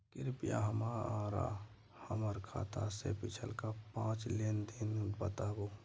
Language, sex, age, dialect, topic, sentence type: Maithili, male, 46-50, Bajjika, banking, statement